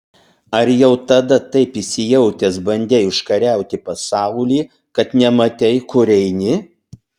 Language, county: Lithuanian, Utena